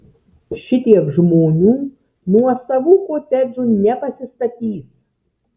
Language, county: Lithuanian, Tauragė